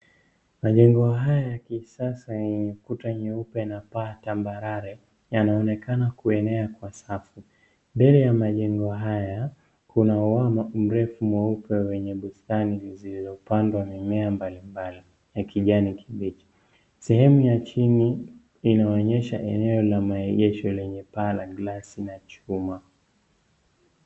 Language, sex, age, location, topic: Swahili, male, 25-35, Nairobi, finance